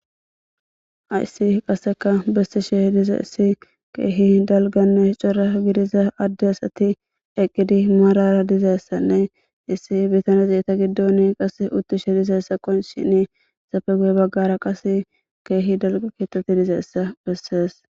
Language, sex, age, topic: Gamo, female, 18-24, government